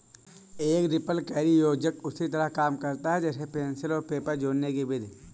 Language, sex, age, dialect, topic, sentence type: Hindi, male, 18-24, Kanauji Braj Bhasha, agriculture, statement